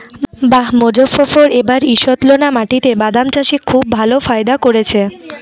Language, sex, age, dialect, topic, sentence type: Bengali, female, 41-45, Rajbangshi, agriculture, question